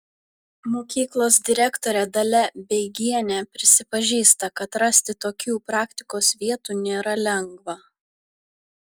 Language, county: Lithuanian, Vilnius